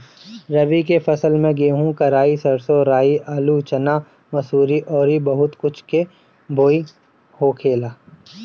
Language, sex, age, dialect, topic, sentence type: Bhojpuri, male, 25-30, Northern, agriculture, statement